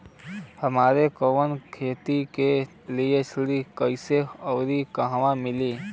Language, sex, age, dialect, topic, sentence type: Bhojpuri, male, 18-24, Western, agriculture, question